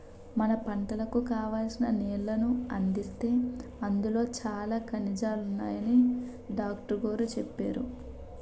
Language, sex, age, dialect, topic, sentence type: Telugu, female, 18-24, Utterandhra, agriculture, statement